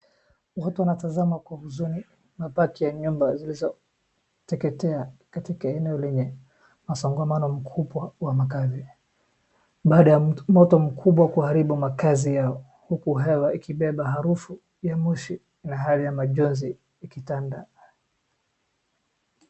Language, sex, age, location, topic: Swahili, male, 25-35, Wajir, health